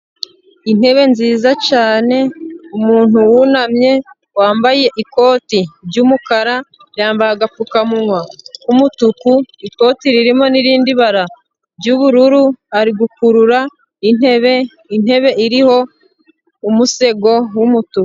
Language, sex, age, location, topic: Kinyarwanda, female, 25-35, Musanze, government